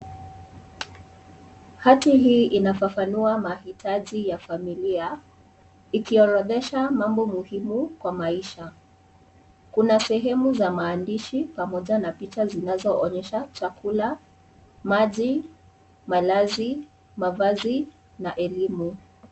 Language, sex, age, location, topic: Swahili, female, 18-24, Kisii, education